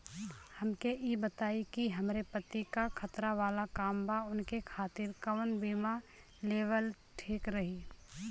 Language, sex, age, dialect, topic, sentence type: Bhojpuri, female, 25-30, Western, banking, question